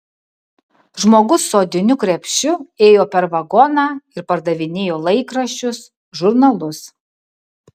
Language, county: Lithuanian, Kaunas